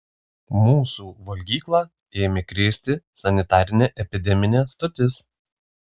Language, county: Lithuanian, Vilnius